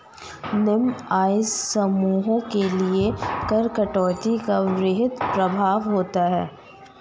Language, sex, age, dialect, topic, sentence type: Hindi, female, 18-24, Hindustani Malvi Khadi Boli, banking, statement